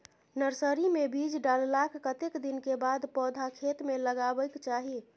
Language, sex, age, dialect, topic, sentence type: Maithili, female, 31-35, Bajjika, agriculture, question